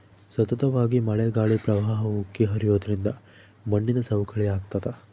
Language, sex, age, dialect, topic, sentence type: Kannada, male, 25-30, Central, agriculture, statement